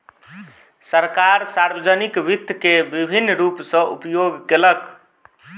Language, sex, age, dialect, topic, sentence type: Maithili, male, 25-30, Southern/Standard, banking, statement